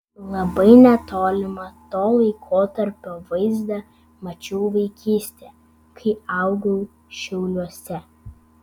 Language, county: Lithuanian, Vilnius